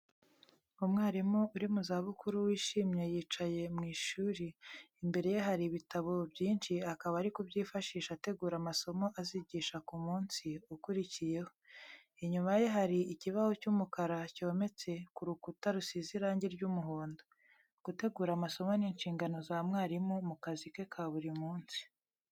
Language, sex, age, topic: Kinyarwanda, female, 36-49, education